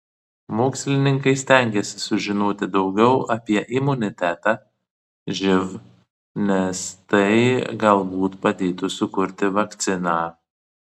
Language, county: Lithuanian, Vilnius